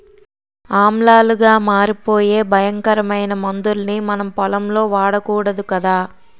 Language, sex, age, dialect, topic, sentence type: Telugu, male, 60-100, Utterandhra, agriculture, statement